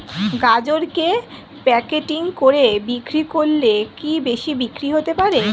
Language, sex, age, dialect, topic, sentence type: Bengali, female, 18-24, Standard Colloquial, agriculture, question